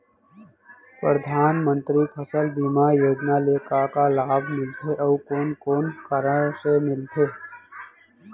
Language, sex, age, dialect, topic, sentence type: Chhattisgarhi, male, 31-35, Central, agriculture, question